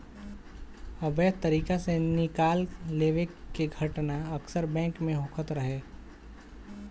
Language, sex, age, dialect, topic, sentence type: Bhojpuri, male, 25-30, Southern / Standard, banking, statement